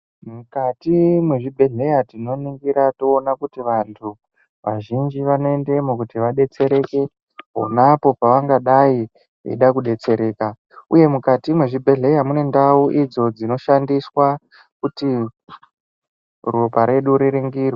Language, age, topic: Ndau, 18-24, health